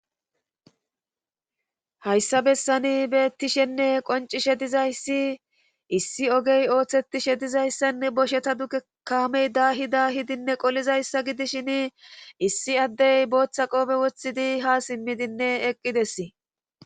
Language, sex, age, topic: Gamo, female, 36-49, government